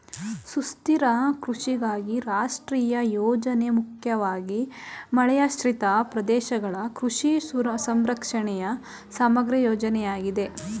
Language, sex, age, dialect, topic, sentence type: Kannada, female, 18-24, Mysore Kannada, agriculture, statement